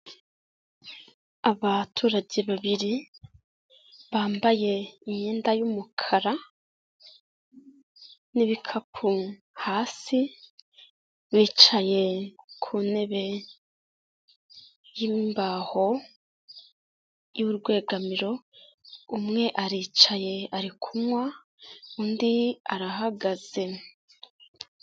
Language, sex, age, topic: Kinyarwanda, female, 25-35, health